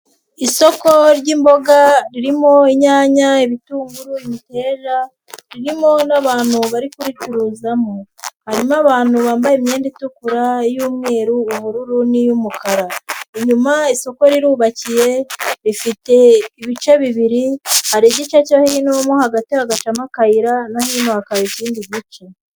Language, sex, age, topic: Kinyarwanda, female, 18-24, finance